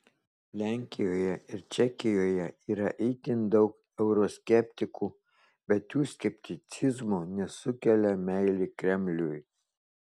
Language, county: Lithuanian, Kaunas